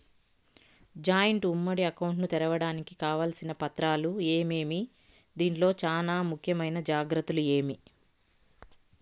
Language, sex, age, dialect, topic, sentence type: Telugu, female, 51-55, Southern, banking, question